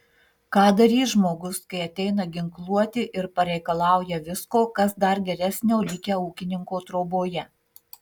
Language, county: Lithuanian, Marijampolė